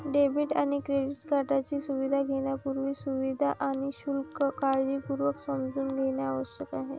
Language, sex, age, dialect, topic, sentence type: Marathi, female, 18-24, Varhadi, banking, statement